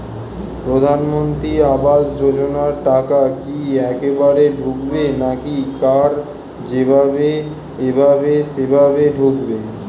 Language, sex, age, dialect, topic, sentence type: Bengali, male, 18-24, Standard Colloquial, banking, question